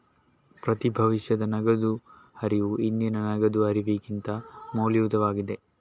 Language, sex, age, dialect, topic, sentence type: Kannada, male, 18-24, Coastal/Dakshin, banking, statement